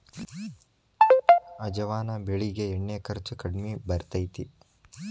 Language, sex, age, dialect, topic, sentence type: Kannada, male, 18-24, Dharwad Kannada, agriculture, statement